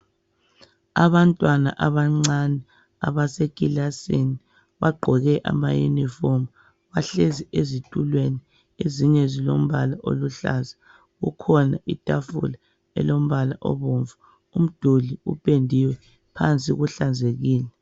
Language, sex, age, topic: North Ndebele, male, 36-49, education